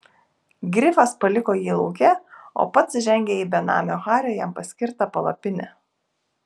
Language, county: Lithuanian, Telšiai